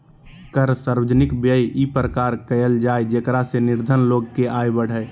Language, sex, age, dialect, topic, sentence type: Magahi, male, 18-24, Southern, banking, statement